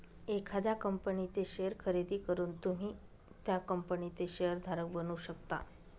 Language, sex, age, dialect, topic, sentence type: Marathi, female, 25-30, Northern Konkan, banking, statement